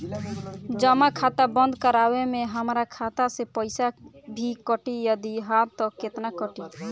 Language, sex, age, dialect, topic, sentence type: Bhojpuri, female, <18, Southern / Standard, banking, question